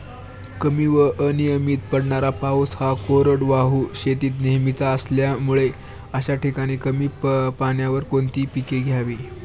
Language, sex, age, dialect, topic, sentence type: Marathi, male, 18-24, Standard Marathi, agriculture, question